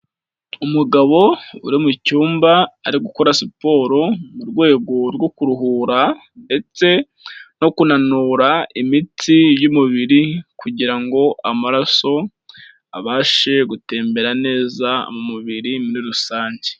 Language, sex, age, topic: Kinyarwanda, male, 18-24, health